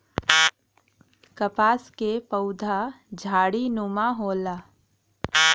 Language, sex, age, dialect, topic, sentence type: Bhojpuri, female, 25-30, Western, agriculture, statement